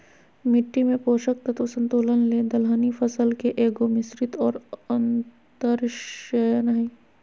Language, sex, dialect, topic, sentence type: Magahi, female, Southern, agriculture, statement